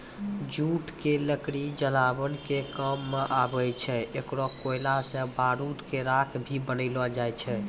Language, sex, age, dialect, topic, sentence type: Maithili, male, 18-24, Angika, agriculture, statement